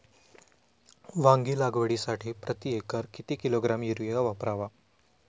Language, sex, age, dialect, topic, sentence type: Marathi, male, 25-30, Standard Marathi, agriculture, question